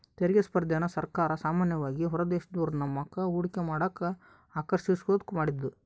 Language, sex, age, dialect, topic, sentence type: Kannada, male, 18-24, Central, banking, statement